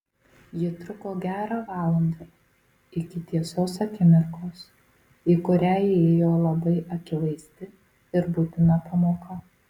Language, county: Lithuanian, Marijampolė